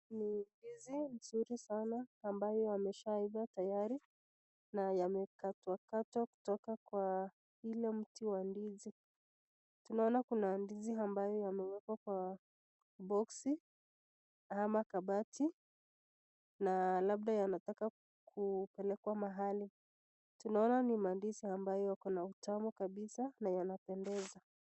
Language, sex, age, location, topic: Swahili, female, 25-35, Nakuru, agriculture